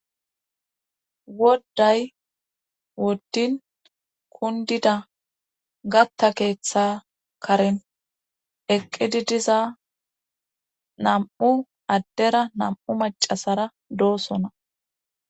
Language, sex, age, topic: Gamo, female, 25-35, government